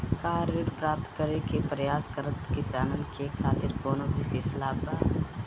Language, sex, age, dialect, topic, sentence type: Bhojpuri, female, 18-24, Northern, agriculture, statement